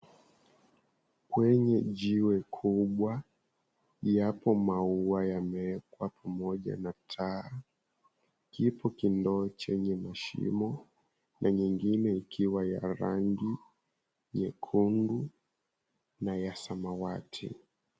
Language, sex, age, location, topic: Swahili, male, 18-24, Mombasa, government